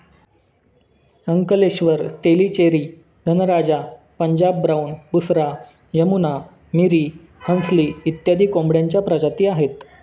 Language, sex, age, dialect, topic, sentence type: Marathi, male, 25-30, Standard Marathi, agriculture, statement